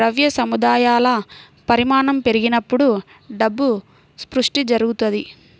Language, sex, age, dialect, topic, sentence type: Telugu, female, 60-100, Central/Coastal, banking, statement